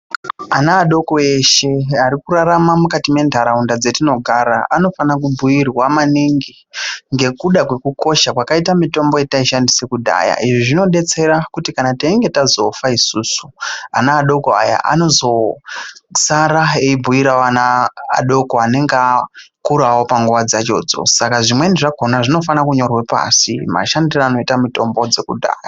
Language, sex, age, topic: Ndau, male, 18-24, health